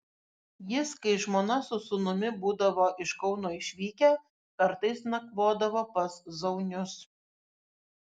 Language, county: Lithuanian, Šiauliai